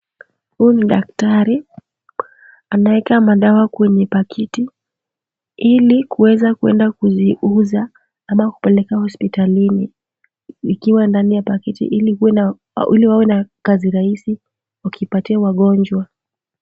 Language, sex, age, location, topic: Swahili, female, 18-24, Kisumu, health